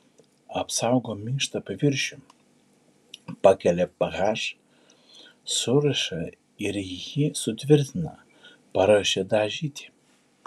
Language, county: Lithuanian, Šiauliai